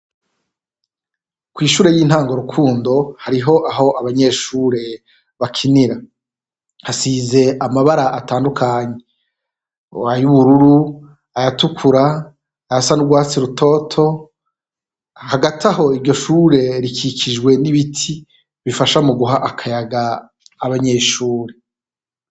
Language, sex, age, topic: Rundi, male, 36-49, education